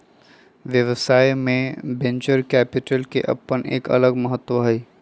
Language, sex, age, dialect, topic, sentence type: Magahi, male, 25-30, Western, banking, statement